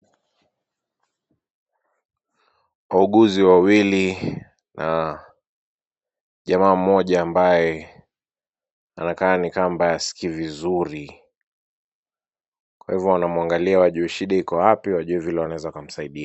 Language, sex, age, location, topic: Swahili, male, 18-24, Kisumu, health